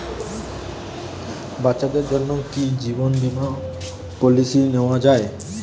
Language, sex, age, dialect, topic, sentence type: Bengali, male, 18-24, Standard Colloquial, banking, question